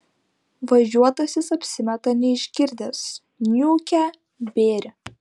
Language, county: Lithuanian, Klaipėda